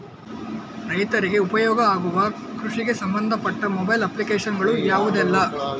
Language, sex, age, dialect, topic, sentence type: Kannada, male, 18-24, Coastal/Dakshin, agriculture, question